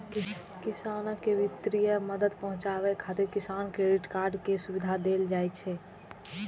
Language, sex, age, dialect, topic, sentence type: Maithili, female, 18-24, Eastern / Thethi, agriculture, statement